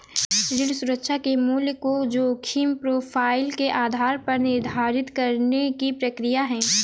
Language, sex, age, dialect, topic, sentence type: Hindi, female, 18-24, Awadhi Bundeli, banking, statement